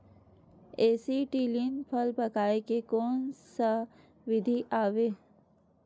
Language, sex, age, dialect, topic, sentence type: Chhattisgarhi, female, 31-35, Western/Budati/Khatahi, agriculture, question